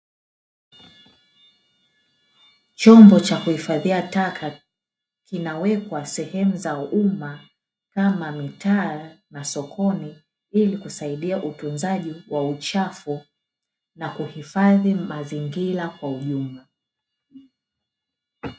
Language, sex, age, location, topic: Swahili, female, 18-24, Dar es Salaam, government